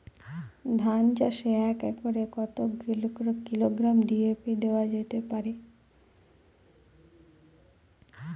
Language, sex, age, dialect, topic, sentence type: Bengali, female, 18-24, Jharkhandi, agriculture, question